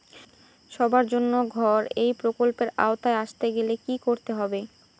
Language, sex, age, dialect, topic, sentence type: Bengali, female, 18-24, Rajbangshi, banking, question